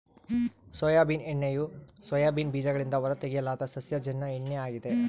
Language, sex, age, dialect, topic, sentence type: Kannada, female, 18-24, Central, agriculture, statement